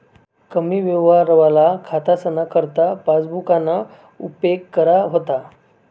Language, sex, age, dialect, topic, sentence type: Marathi, male, 25-30, Northern Konkan, banking, statement